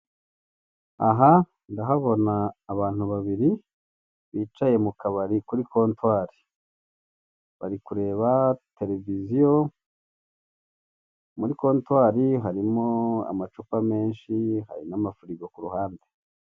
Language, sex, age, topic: Kinyarwanda, male, 36-49, finance